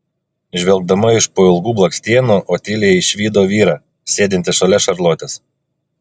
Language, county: Lithuanian, Klaipėda